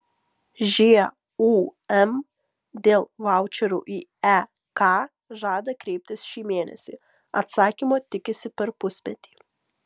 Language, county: Lithuanian, Vilnius